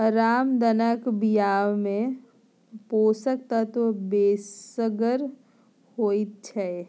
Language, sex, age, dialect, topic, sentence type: Maithili, female, 31-35, Bajjika, agriculture, statement